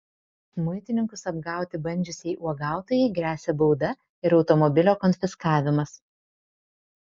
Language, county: Lithuanian, Vilnius